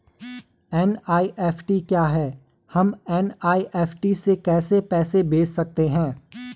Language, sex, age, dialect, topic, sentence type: Hindi, male, 18-24, Garhwali, banking, question